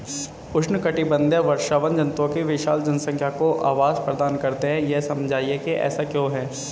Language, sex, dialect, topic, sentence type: Hindi, male, Hindustani Malvi Khadi Boli, agriculture, question